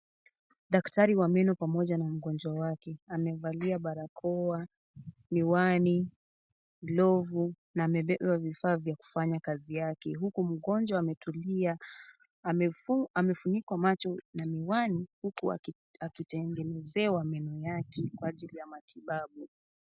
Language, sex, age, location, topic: Swahili, female, 18-24, Kisumu, health